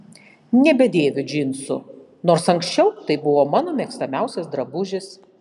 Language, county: Lithuanian, Panevėžys